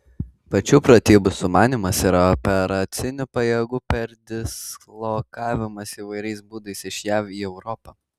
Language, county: Lithuanian, Kaunas